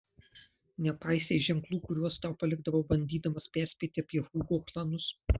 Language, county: Lithuanian, Marijampolė